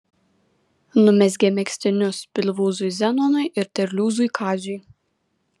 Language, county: Lithuanian, Vilnius